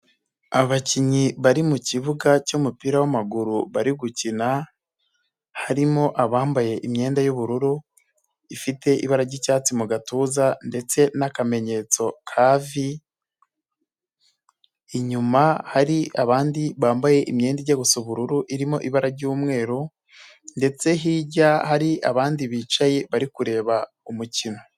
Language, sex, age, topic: Kinyarwanda, male, 25-35, government